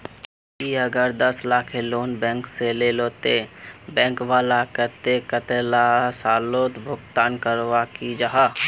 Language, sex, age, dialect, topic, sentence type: Magahi, male, 25-30, Northeastern/Surjapuri, banking, question